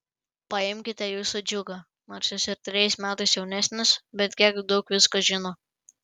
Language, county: Lithuanian, Panevėžys